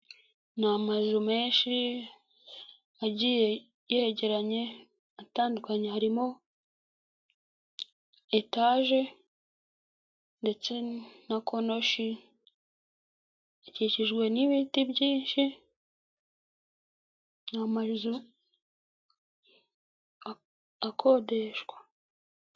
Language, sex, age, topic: Kinyarwanda, female, 25-35, government